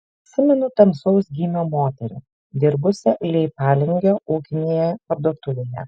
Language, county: Lithuanian, Šiauliai